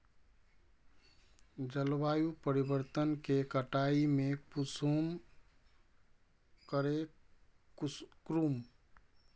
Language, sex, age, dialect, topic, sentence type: Magahi, male, 31-35, Northeastern/Surjapuri, agriculture, question